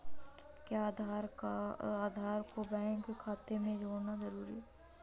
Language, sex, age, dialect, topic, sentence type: Hindi, female, 31-35, Awadhi Bundeli, banking, question